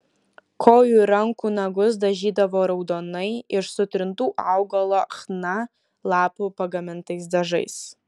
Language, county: Lithuanian, Kaunas